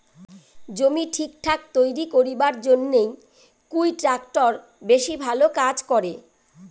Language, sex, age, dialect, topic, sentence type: Bengali, female, 41-45, Rajbangshi, agriculture, question